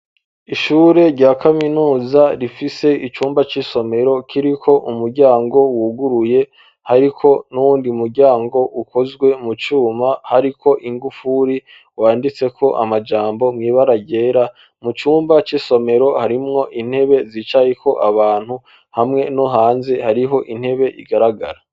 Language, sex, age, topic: Rundi, male, 25-35, education